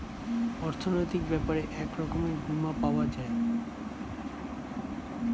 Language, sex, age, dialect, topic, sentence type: Bengali, male, 18-24, Standard Colloquial, banking, statement